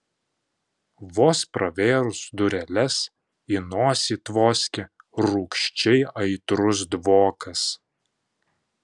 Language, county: Lithuanian, Panevėžys